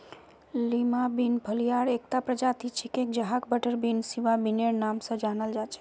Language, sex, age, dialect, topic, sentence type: Magahi, female, 31-35, Northeastern/Surjapuri, agriculture, statement